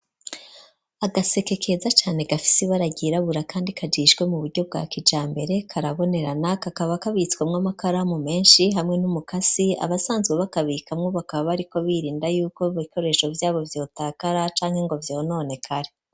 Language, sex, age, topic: Rundi, female, 36-49, education